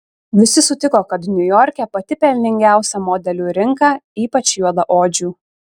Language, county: Lithuanian, Šiauliai